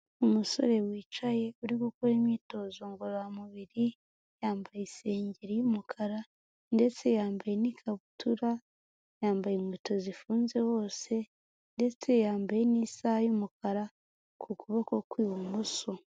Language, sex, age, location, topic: Kinyarwanda, female, 18-24, Huye, health